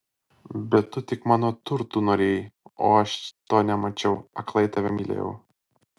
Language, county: Lithuanian, Alytus